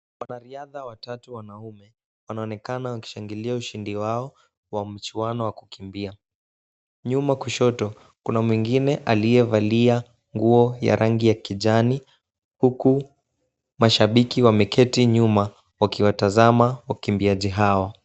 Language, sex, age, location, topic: Swahili, male, 18-24, Kisumu, government